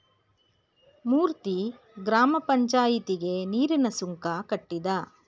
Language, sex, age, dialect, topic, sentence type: Kannada, female, 46-50, Mysore Kannada, banking, statement